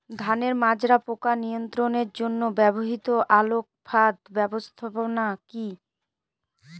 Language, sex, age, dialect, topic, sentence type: Bengali, female, 25-30, Northern/Varendri, agriculture, question